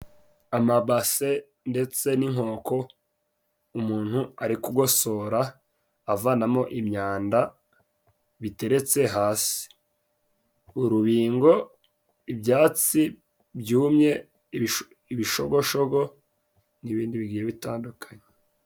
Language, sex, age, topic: Kinyarwanda, male, 18-24, agriculture